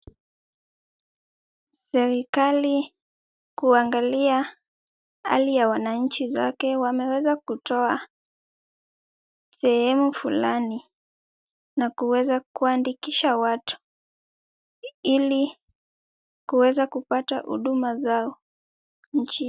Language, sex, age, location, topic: Swahili, female, 18-24, Kisumu, government